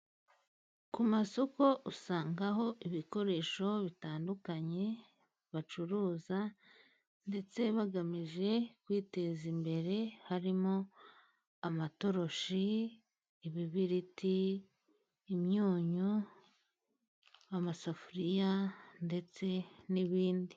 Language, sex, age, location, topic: Kinyarwanda, female, 25-35, Musanze, finance